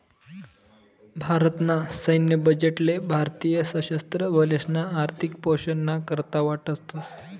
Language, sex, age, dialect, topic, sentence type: Marathi, male, 18-24, Northern Konkan, banking, statement